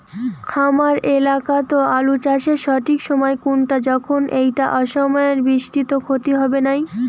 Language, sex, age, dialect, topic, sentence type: Bengali, female, 18-24, Rajbangshi, agriculture, question